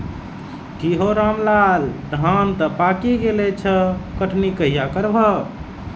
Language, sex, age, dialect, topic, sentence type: Maithili, male, 31-35, Eastern / Thethi, agriculture, statement